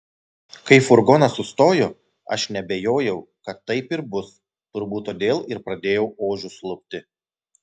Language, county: Lithuanian, Telšiai